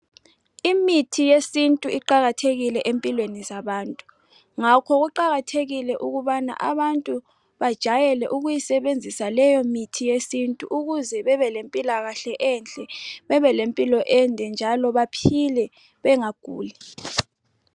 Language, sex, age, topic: North Ndebele, female, 25-35, health